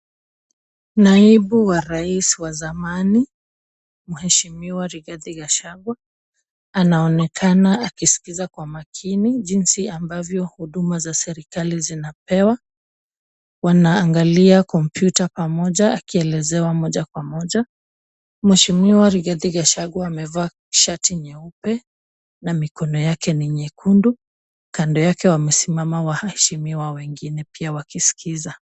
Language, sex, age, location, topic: Swahili, female, 25-35, Kisumu, government